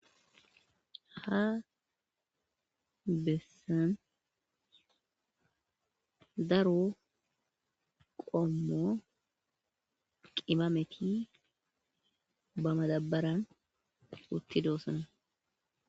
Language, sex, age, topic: Gamo, female, 25-35, agriculture